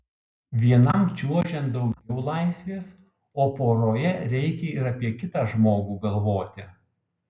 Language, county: Lithuanian, Kaunas